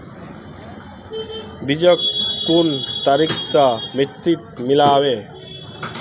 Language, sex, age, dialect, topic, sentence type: Magahi, male, 36-40, Northeastern/Surjapuri, agriculture, statement